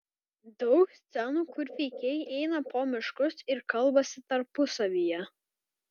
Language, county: Lithuanian, Kaunas